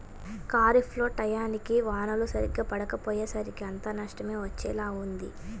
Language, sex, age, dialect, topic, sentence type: Telugu, female, 18-24, Central/Coastal, agriculture, statement